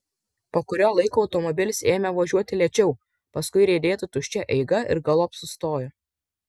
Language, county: Lithuanian, Vilnius